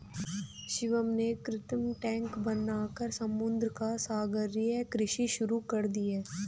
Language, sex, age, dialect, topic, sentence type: Hindi, female, 18-24, Hindustani Malvi Khadi Boli, agriculture, statement